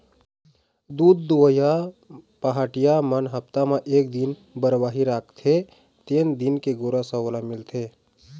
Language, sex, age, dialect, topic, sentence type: Chhattisgarhi, male, 18-24, Eastern, agriculture, statement